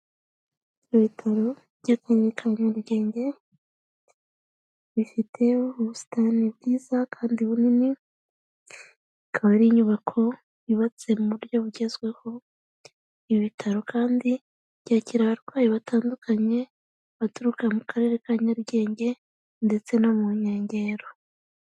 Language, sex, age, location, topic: Kinyarwanda, female, 36-49, Kigali, health